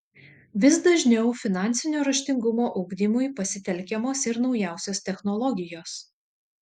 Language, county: Lithuanian, Šiauliai